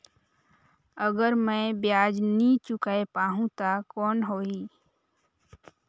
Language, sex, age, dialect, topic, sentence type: Chhattisgarhi, female, 18-24, Northern/Bhandar, banking, question